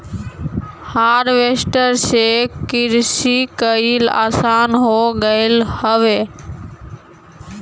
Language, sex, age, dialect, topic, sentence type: Bhojpuri, female, 18-24, Western, agriculture, statement